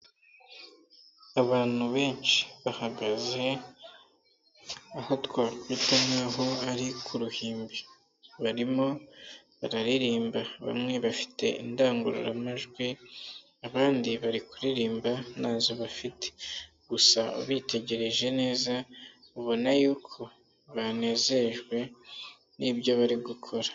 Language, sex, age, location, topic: Kinyarwanda, male, 18-24, Nyagatare, finance